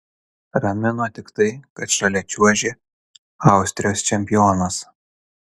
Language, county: Lithuanian, Kaunas